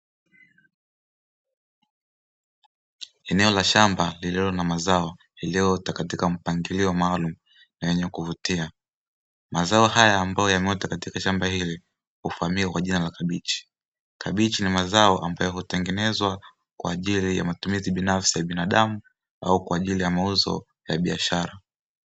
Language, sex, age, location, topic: Swahili, male, 18-24, Dar es Salaam, agriculture